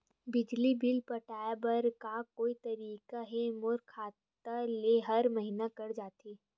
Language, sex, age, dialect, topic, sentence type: Chhattisgarhi, female, 18-24, Western/Budati/Khatahi, banking, question